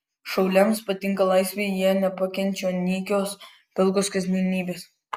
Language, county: Lithuanian, Kaunas